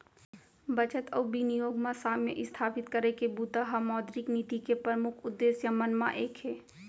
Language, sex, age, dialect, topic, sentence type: Chhattisgarhi, female, 25-30, Central, banking, statement